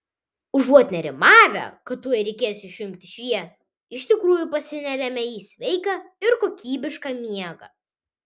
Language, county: Lithuanian, Vilnius